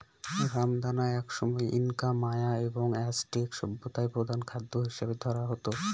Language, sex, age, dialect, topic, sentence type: Bengali, male, 25-30, Northern/Varendri, agriculture, statement